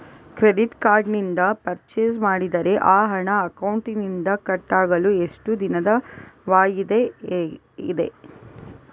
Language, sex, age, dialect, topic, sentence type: Kannada, female, 41-45, Coastal/Dakshin, banking, question